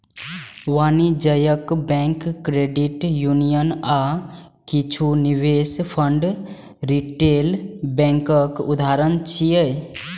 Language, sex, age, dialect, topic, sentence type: Maithili, male, 18-24, Eastern / Thethi, banking, statement